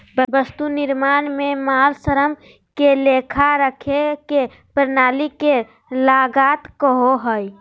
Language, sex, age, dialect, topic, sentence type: Magahi, female, 46-50, Southern, banking, statement